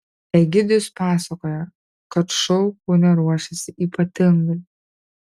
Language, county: Lithuanian, Kaunas